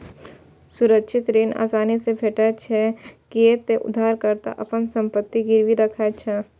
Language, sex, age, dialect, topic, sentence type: Maithili, female, 41-45, Eastern / Thethi, banking, statement